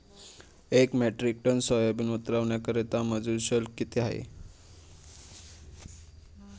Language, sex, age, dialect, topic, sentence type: Marathi, male, 18-24, Standard Marathi, agriculture, question